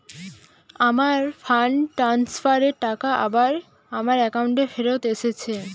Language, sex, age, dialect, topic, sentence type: Bengali, female, 18-24, Jharkhandi, banking, statement